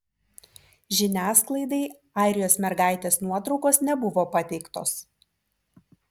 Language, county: Lithuanian, Vilnius